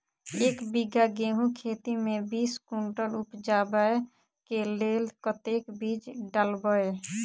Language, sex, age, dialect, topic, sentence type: Maithili, female, 18-24, Southern/Standard, agriculture, question